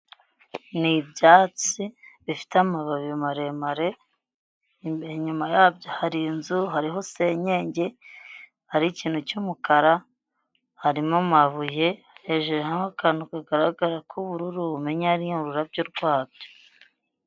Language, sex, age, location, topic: Kinyarwanda, female, 25-35, Huye, health